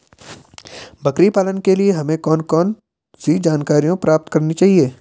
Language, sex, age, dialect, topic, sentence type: Hindi, male, 18-24, Garhwali, agriculture, question